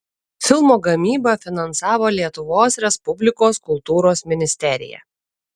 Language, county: Lithuanian, Kaunas